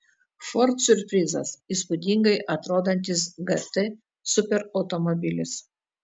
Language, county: Lithuanian, Telšiai